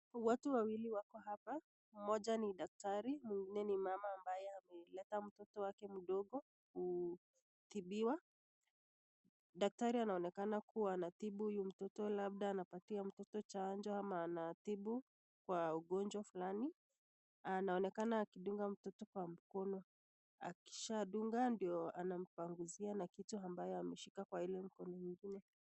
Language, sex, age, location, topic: Swahili, female, 25-35, Nakuru, health